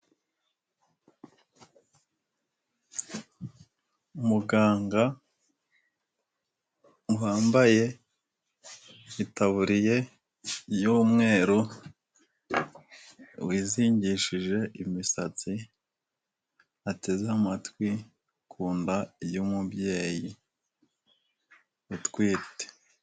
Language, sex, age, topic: Kinyarwanda, male, 25-35, health